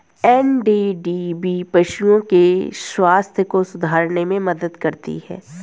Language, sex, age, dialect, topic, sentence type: Hindi, female, 18-24, Hindustani Malvi Khadi Boli, agriculture, statement